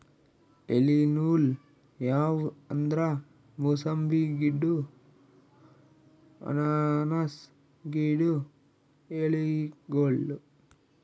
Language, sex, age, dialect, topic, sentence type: Kannada, male, 18-24, Northeastern, agriculture, statement